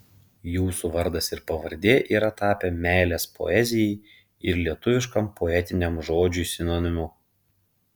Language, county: Lithuanian, Panevėžys